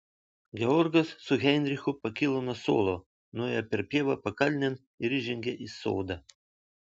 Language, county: Lithuanian, Vilnius